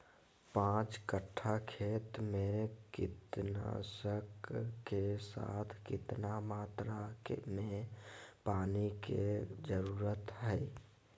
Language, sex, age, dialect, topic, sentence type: Magahi, male, 18-24, Southern, agriculture, question